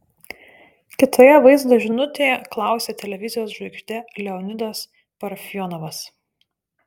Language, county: Lithuanian, Panevėžys